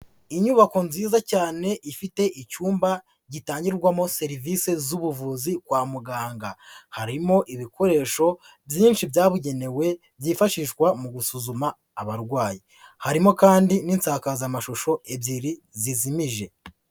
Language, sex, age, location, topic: Kinyarwanda, female, 25-35, Huye, health